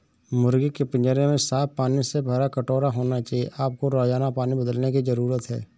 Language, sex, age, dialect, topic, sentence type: Hindi, male, 18-24, Awadhi Bundeli, agriculture, statement